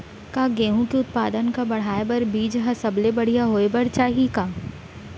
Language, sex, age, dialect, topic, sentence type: Chhattisgarhi, female, 18-24, Central, agriculture, question